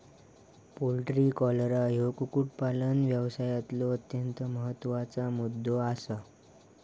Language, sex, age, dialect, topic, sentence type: Marathi, male, 18-24, Southern Konkan, agriculture, statement